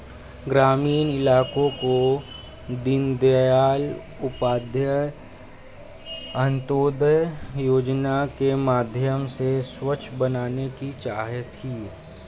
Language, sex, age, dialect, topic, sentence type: Hindi, male, 25-30, Hindustani Malvi Khadi Boli, banking, statement